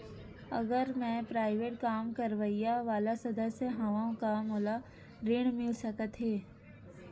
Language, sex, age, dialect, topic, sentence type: Chhattisgarhi, female, 31-35, Western/Budati/Khatahi, banking, question